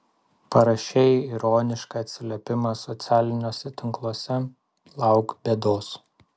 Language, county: Lithuanian, Vilnius